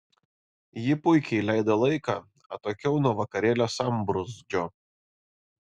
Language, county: Lithuanian, Panevėžys